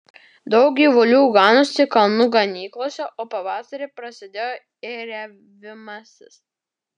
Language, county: Lithuanian, Vilnius